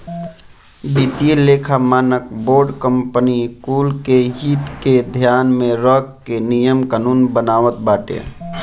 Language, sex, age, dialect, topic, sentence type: Bhojpuri, male, 18-24, Northern, banking, statement